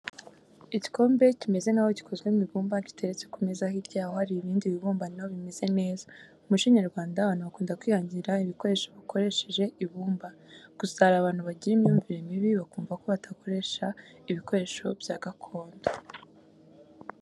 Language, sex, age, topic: Kinyarwanda, female, 18-24, education